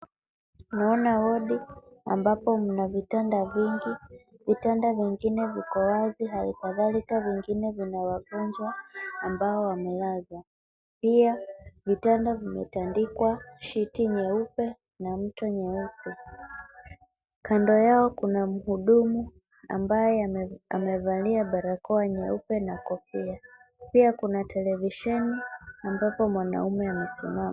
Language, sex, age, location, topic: Swahili, male, 18-24, Mombasa, health